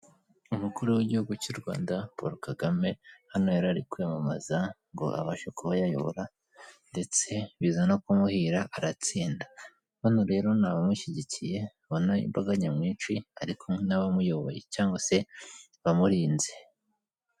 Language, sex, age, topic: Kinyarwanda, male, 18-24, government